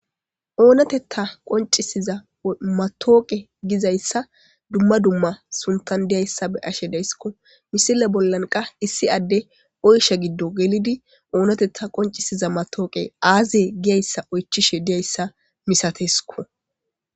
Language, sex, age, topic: Gamo, female, 18-24, government